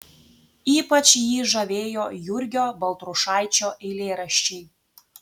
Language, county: Lithuanian, Telšiai